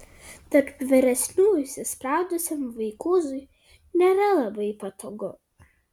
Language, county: Lithuanian, Kaunas